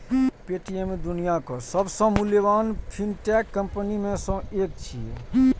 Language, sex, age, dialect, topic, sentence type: Maithili, male, 31-35, Eastern / Thethi, banking, statement